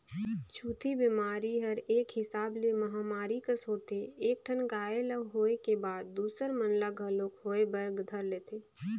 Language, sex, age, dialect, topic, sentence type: Chhattisgarhi, female, 25-30, Northern/Bhandar, agriculture, statement